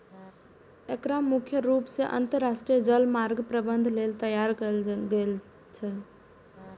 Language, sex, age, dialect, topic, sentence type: Maithili, female, 18-24, Eastern / Thethi, agriculture, statement